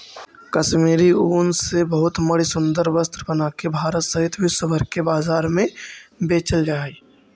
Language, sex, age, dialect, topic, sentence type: Magahi, male, 46-50, Central/Standard, banking, statement